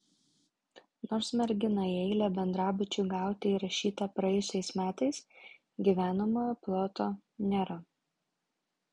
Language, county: Lithuanian, Vilnius